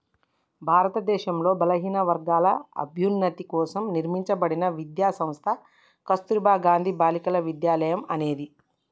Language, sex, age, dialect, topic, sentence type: Telugu, female, 18-24, Telangana, banking, statement